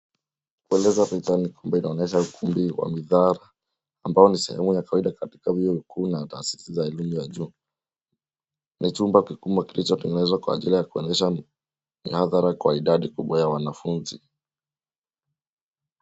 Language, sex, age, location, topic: Swahili, male, 18-24, Nairobi, education